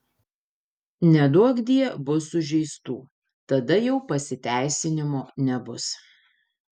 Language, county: Lithuanian, Panevėžys